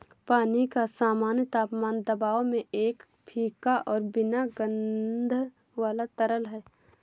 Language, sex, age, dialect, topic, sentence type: Hindi, female, 18-24, Awadhi Bundeli, agriculture, statement